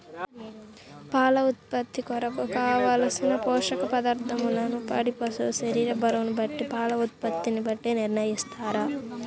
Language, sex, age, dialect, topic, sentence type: Telugu, male, 18-24, Central/Coastal, agriculture, question